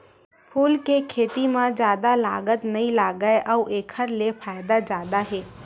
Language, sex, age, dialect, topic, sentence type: Chhattisgarhi, female, 18-24, Western/Budati/Khatahi, agriculture, statement